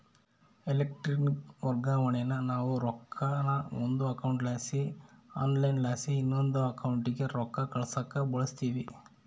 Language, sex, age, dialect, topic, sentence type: Kannada, male, 31-35, Central, banking, statement